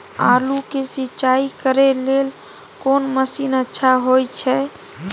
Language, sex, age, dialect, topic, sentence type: Maithili, female, 18-24, Bajjika, agriculture, question